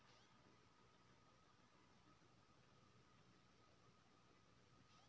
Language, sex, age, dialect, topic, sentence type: Maithili, male, 25-30, Bajjika, banking, question